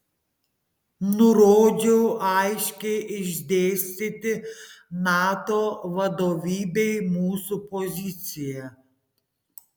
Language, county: Lithuanian, Panevėžys